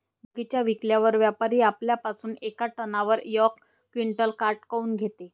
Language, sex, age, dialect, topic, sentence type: Marathi, female, 25-30, Varhadi, agriculture, question